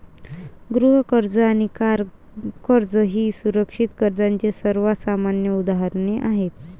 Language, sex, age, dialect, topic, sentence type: Marathi, female, 25-30, Varhadi, banking, statement